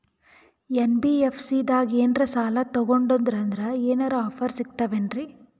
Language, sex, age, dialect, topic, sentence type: Kannada, female, 18-24, Northeastern, banking, question